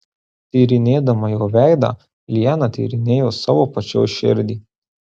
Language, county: Lithuanian, Marijampolė